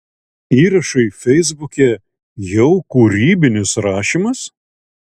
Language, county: Lithuanian, Šiauliai